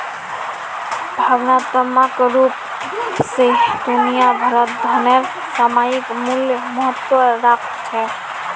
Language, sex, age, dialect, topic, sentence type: Magahi, female, 18-24, Northeastern/Surjapuri, banking, statement